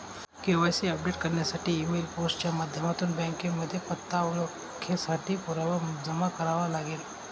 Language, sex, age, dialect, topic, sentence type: Marathi, male, 18-24, Northern Konkan, banking, statement